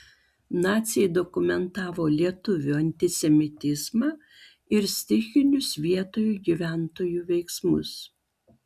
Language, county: Lithuanian, Klaipėda